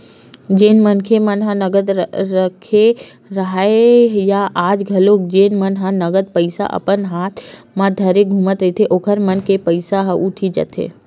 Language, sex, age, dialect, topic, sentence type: Chhattisgarhi, female, 25-30, Western/Budati/Khatahi, banking, statement